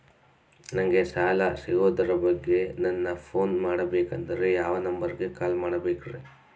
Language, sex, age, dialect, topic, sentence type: Kannada, female, 36-40, Central, banking, question